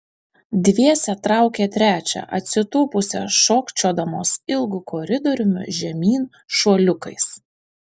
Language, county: Lithuanian, Panevėžys